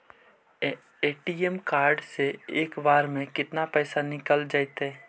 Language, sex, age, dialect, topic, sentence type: Magahi, male, 25-30, Central/Standard, banking, question